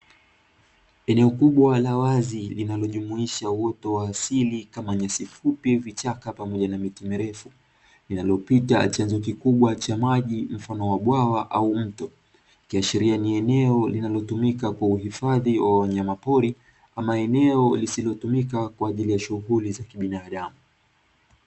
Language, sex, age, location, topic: Swahili, male, 25-35, Dar es Salaam, agriculture